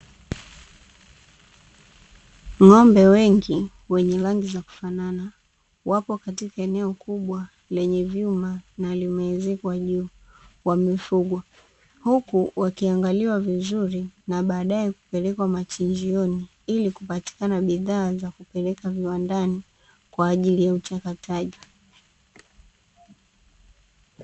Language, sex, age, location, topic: Swahili, female, 18-24, Dar es Salaam, agriculture